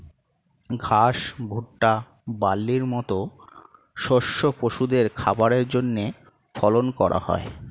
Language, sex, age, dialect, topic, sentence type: Bengali, male, 36-40, Standard Colloquial, agriculture, statement